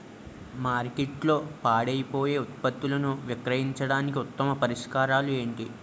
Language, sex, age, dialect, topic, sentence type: Telugu, male, 18-24, Utterandhra, agriculture, statement